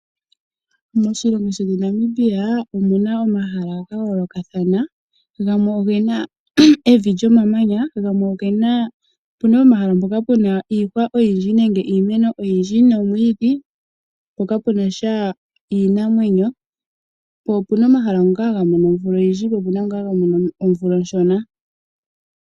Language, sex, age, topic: Oshiwambo, female, 18-24, agriculture